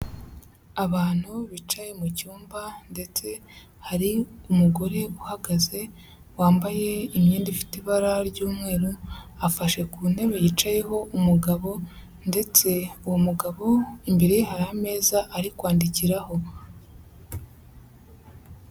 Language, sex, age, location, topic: Kinyarwanda, female, 18-24, Huye, health